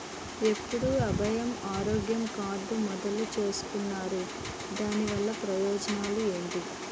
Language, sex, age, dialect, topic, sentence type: Telugu, female, 18-24, Utterandhra, banking, question